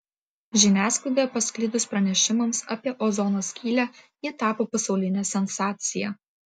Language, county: Lithuanian, Vilnius